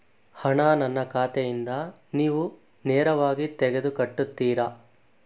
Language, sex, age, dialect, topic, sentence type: Kannada, male, 41-45, Coastal/Dakshin, banking, question